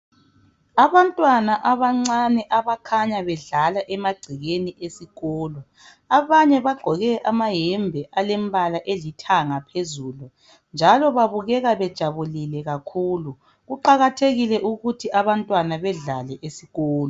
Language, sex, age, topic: North Ndebele, female, 25-35, education